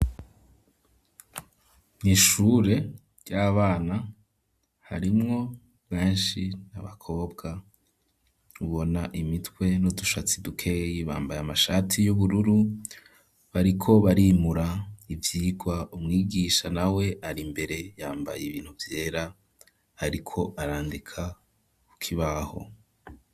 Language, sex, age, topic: Rundi, male, 25-35, education